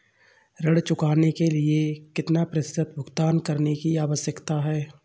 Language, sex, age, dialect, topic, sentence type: Hindi, male, 25-30, Awadhi Bundeli, banking, question